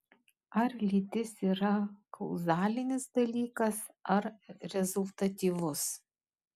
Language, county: Lithuanian, Kaunas